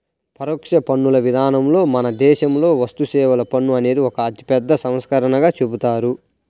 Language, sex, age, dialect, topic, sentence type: Telugu, male, 18-24, Central/Coastal, banking, statement